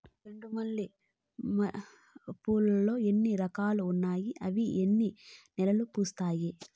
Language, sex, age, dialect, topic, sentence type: Telugu, female, 25-30, Southern, agriculture, question